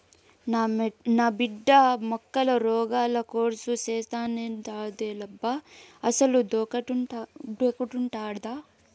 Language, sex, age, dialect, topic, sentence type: Telugu, female, 18-24, Southern, agriculture, statement